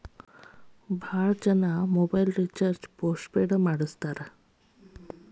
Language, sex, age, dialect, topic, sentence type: Kannada, female, 31-35, Dharwad Kannada, banking, statement